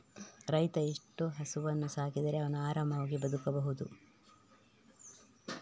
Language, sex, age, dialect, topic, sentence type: Kannada, female, 31-35, Coastal/Dakshin, agriculture, question